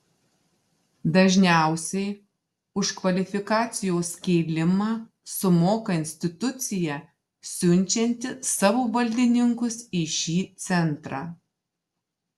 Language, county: Lithuanian, Marijampolė